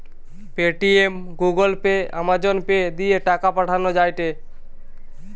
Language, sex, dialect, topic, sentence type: Bengali, male, Western, banking, statement